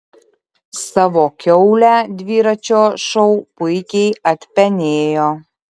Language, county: Lithuanian, Utena